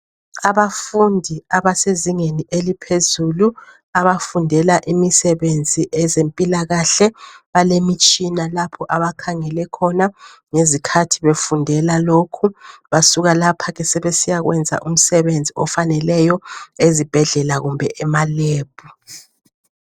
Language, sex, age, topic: North Ndebele, female, 50+, health